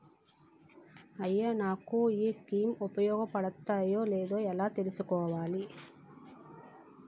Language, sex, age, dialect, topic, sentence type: Telugu, female, 36-40, Utterandhra, banking, question